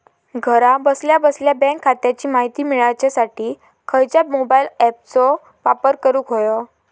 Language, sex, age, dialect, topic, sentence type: Marathi, female, 18-24, Southern Konkan, banking, question